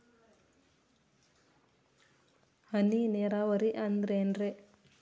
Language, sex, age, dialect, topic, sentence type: Kannada, female, 36-40, Dharwad Kannada, agriculture, question